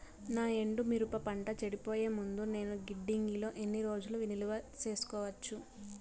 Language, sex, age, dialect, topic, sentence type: Telugu, female, 18-24, Southern, agriculture, question